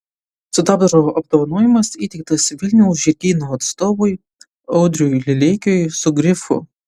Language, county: Lithuanian, Utena